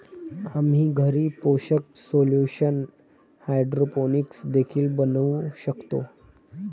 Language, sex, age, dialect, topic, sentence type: Marathi, female, 46-50, Varhadi, agriculture, statement